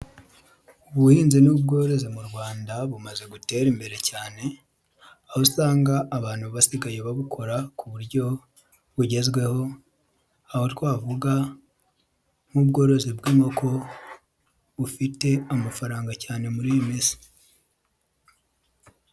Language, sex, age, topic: Kinyarwanda, female, 25-35, agriculture